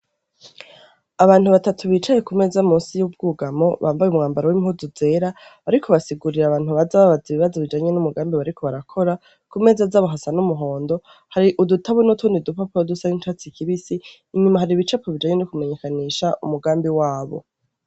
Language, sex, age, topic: Rundi, male, 36-49, education